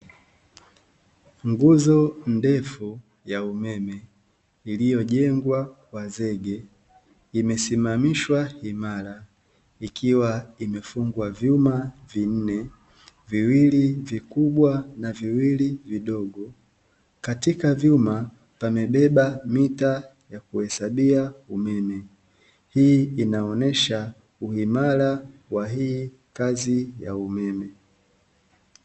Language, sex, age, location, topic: Swahili, male, 25-35, Dar es Salaam, government